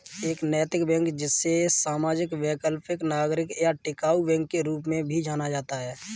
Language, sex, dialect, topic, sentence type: Hindi, male, Kanauji Braj Bhasha, banking, statement